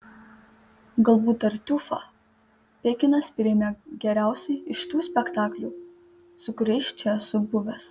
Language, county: Lithuanian, Panevėžys